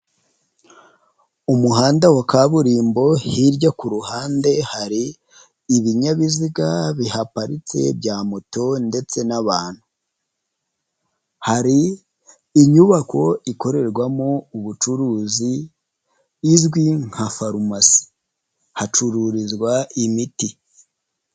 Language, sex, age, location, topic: Kinyarwanda, female, 18-24, Nyagatare, health